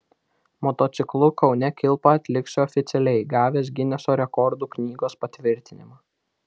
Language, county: Lithuanian, Vilnius